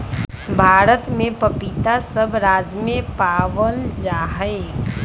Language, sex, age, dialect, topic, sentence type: Magahi, female, 25-30, Western, agriculture, statement